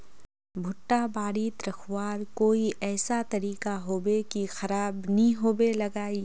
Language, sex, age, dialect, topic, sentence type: Magahi, female, 18-24, Northeastern/Surjapuri, agriculture, question